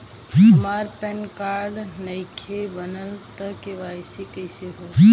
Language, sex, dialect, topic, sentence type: Bhojpuri, female, Southern / Standard, banking, question